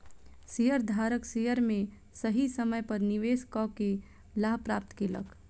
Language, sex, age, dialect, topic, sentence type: Maithili, female, 25-30, Southern/Standard, banking, statement